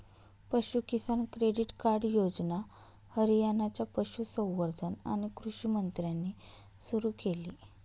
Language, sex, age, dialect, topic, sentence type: Marathi, female, 31-35, Northern Konkan, agriculture, statement